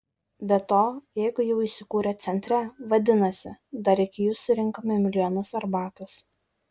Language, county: Lithuanian, Šiauliai